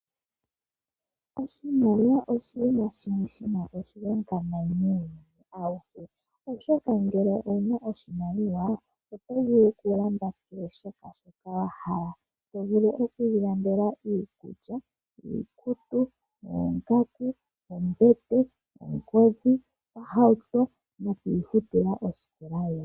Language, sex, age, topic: Oshiwambo, female, 18-24, finance